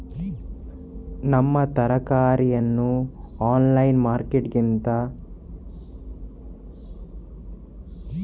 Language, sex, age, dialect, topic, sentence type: Kannada, male, 18-24, Coastal/Dakshin, agriculture, question